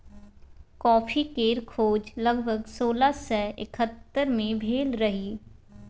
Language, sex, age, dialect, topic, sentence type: Maithili, female, 18-24, Bajjika, agriculture, statement